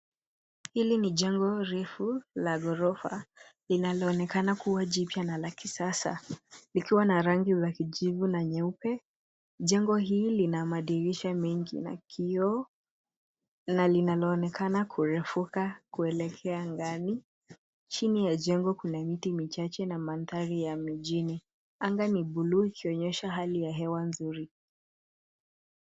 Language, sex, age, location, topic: Swahili, female, 18-24, Nairobi, finance